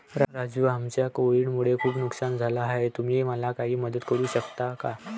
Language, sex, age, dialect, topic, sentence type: Marathi, male, 18-24, Varhadi, agriculture, statement